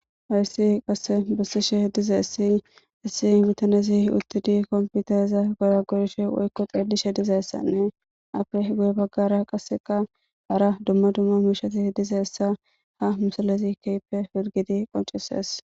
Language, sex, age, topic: Gamo, female, 18-24, government